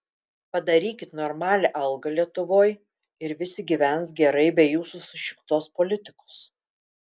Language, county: Lithuanian, Telšiai